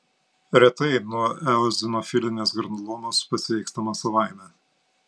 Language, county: Lithuanian, Panevėžys